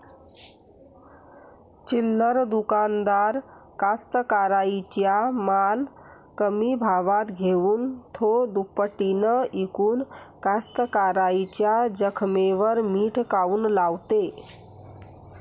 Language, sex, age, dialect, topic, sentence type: Marathi, female, 41-45, Varhadi, agriculture, question